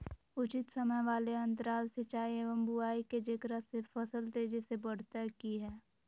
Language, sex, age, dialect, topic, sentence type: Magahi, female, 25-30, Southern, agriculture, question